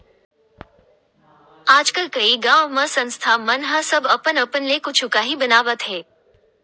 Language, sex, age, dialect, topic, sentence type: Chhattisgarhi, male, 18-24, Western/Budati/Khatahi, banking, statement